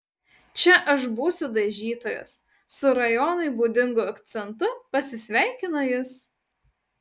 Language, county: Lithuanian, Utena